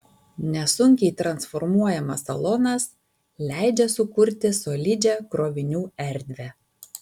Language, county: Lithuanian, Alytus